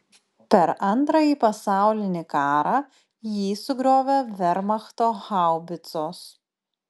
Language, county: Lithuanian, Panevėžys